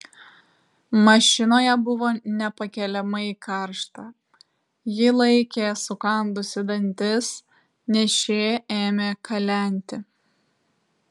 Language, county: Lithuanian, Vilnius